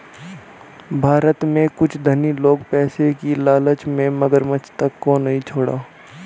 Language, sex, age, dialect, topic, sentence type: Hindi, male, 18-24, Hindustani Malvi Khadi Boli, agriculture, statement